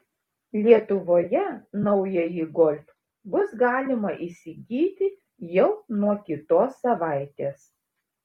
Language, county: Lithuanian, Šiauliai